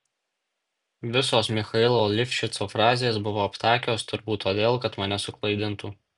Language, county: Lithuanian, Marijampolė